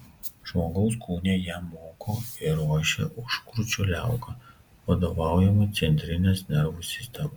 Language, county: Lithuanian, Kaunas